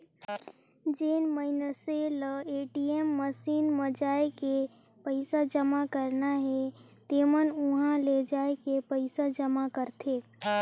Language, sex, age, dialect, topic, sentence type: Chhattisgarhi, female, 18-24, Northern/Bhandar, banking, statement